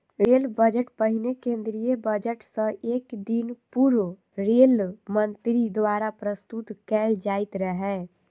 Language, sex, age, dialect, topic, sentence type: Maithili, female, 25-30, Eastern / Thethi, banking, statement